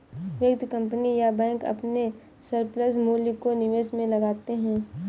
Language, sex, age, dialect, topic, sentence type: Hindi, female, 18-24, Kanauji Braj Bhasha, banking, statement